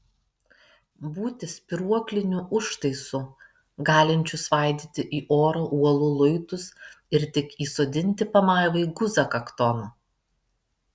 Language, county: Lithuanian, Kaunas